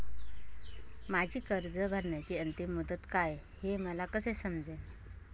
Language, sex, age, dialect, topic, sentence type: Marathi, male, 18-24, Northern Konkan, banking, question